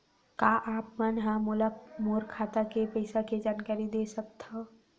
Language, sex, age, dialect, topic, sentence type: Chhattisgarhi, female, 18-24, Western/Budati/Khatahi, banking, question